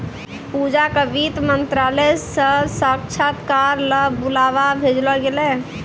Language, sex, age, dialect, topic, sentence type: Maithili, female, 18-24, Angika, banking, statement